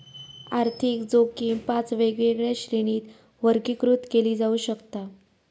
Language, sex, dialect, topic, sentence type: Marathi, female, Southern Konkan, banking, statement